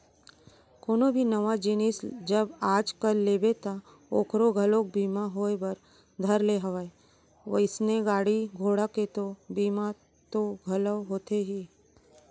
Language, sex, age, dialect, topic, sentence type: Chhattisgarhi, female, 31-35, Central, banking, statement